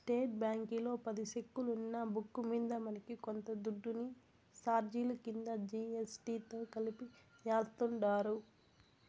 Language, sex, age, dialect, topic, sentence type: Telugu, female, 18-24, Southern, banking, statement